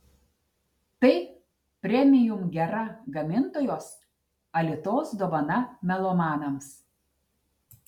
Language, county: Lithuanian, Telšiai